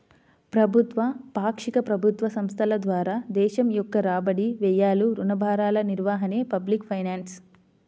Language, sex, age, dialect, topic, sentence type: Telugu, female, 25-30, Central/Coastal, banking, statement